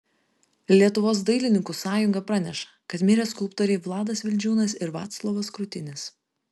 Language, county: Lithuanian, Vilnius